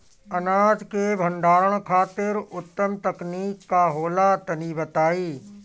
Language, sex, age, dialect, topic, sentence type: Bhojpuri, male, 36-40, Northern, agriculture, question